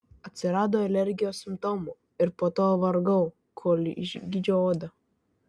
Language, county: Lithuanian, Kaunas